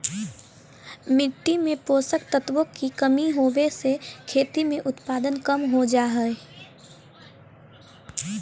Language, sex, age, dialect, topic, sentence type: Magahi, female, 18-24, Central/Standard, agriculture, statement